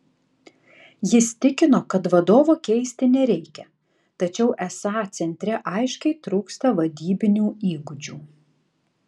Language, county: Lithuanian, Tauragė